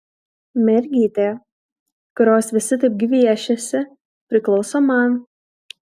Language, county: Lithuanian, Kaunas